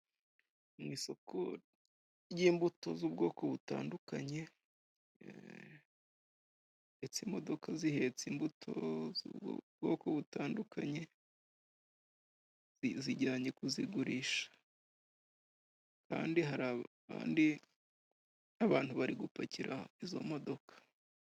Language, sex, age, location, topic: Kinyarwanda, male, 25-35, Musanze, government